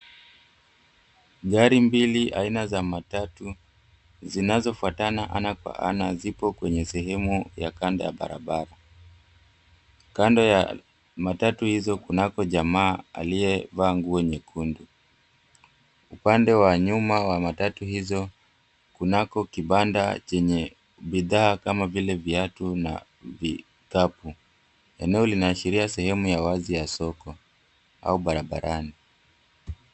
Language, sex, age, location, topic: Swahili, male, 18-24, Mombasa, government